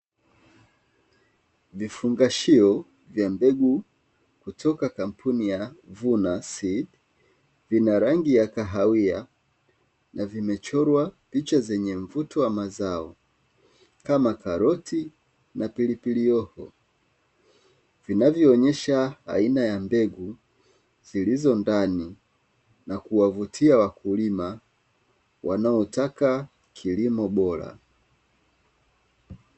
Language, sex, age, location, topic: Swahili, male, 25-35, Dar es Salaam, agriculture